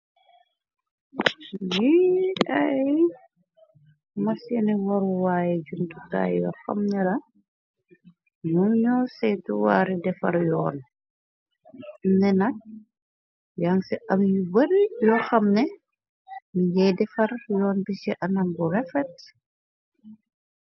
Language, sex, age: Wolof, female, 18-24